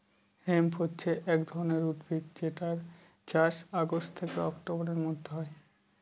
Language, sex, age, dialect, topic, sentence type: Bengali, male, 18-24, Northern/Varendri, agriculture, statement